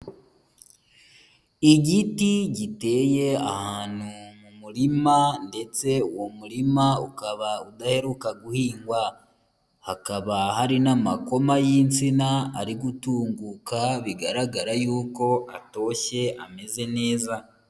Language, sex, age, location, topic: Kinyarwanda, male, 25-35, Huye, agriculture